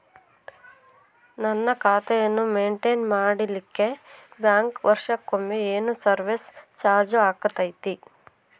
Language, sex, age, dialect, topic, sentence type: Kannada, female, 18-24, Central, banking, question